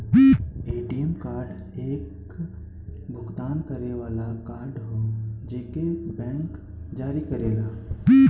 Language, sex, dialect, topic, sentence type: Bhojpuri, male, Western, banking, statement